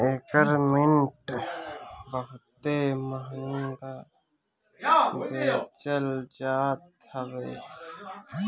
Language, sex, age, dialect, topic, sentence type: Bhojpuri, male, 25-30, Northern, agriculture, statement